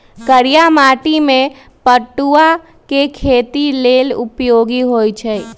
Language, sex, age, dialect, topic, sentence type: Magahi, female, 31-35, Western, agriculture, statement